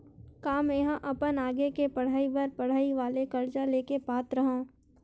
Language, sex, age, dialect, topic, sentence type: Chhattisgarhi, female, 25-30, Western/Budati/Khatahi, banking, statement